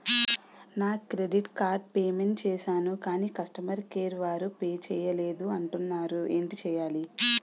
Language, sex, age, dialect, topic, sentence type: Telugu, female, 18-24, Utterandhra, banking, question